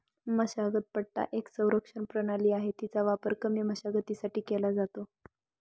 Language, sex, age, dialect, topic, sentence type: Marathi, female, 41-45, Northern Konkan, agriculture, statement